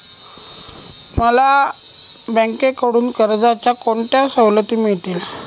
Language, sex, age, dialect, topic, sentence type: Marathi, male, 18-24, Northern Konkan, banking, question